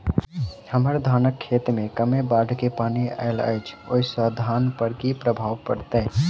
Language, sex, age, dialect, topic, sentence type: Maithili, male, 18-24, Southern/Standard, agriculture, question